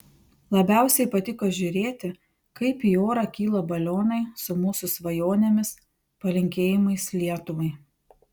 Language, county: Lithuanian, Panevėžys